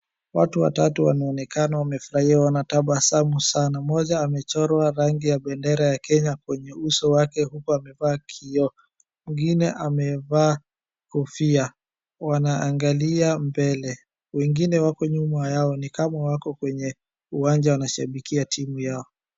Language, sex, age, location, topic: Swahili, male, 36-49, Wajir, government